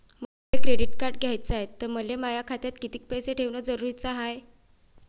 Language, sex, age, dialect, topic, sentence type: Marathi, female, 25-30, Varhadi, banking, question